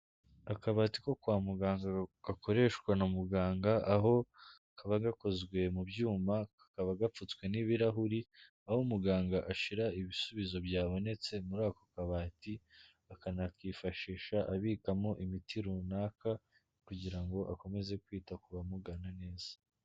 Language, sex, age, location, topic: Kinyarwanda, male, 18-24, Kigali, health